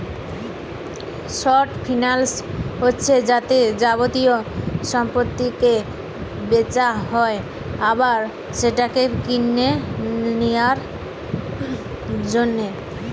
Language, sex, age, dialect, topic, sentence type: Bengali, female, 25-30, Western, banking, statement